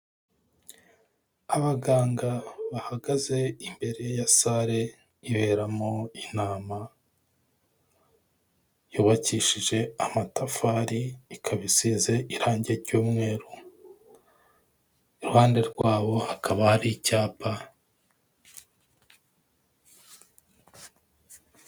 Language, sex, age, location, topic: Kinyarwanda, male, 25-35, Kigali, health